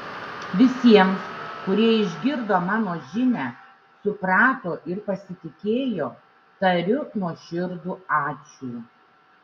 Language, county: Lithuanian, Šiauliai